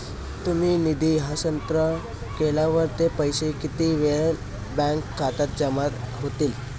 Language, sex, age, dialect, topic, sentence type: Marathi, male, 18-24, Standard Marathi, banking, question